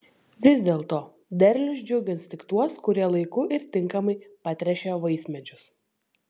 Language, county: Lithuanian, Šiauliai